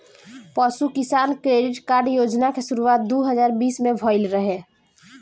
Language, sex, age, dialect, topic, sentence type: Bhojpuri, male, 18-24, Northern, agriculture, statement